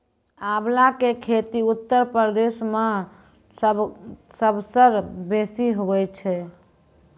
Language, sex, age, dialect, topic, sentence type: Maithili, female, 18-24, Angika, agriculture, statement